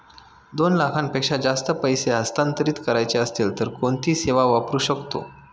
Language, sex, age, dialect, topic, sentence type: Marathi, male, 25-30, Standard Marathi, banking, question